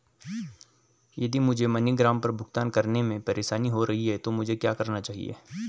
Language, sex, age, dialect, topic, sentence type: Hindi, male, 18-24, Garhwali, banking, question